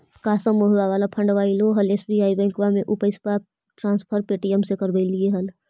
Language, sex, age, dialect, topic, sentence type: Magahi, female, 25-30, Central/Standard, banking, question